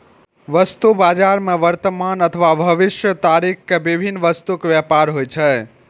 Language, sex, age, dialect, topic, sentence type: Maithili, male, 51-55, Eastern / Thethi, banking, statement